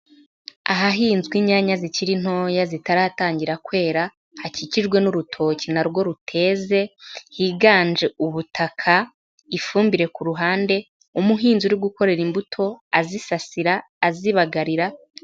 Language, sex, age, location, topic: Kinyarwanda, female, 18-24, Huye, agriculture